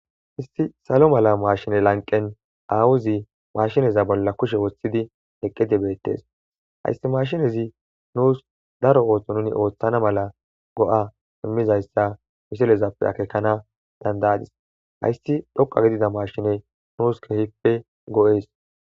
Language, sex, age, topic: Gamo, male, 18-24, agriculture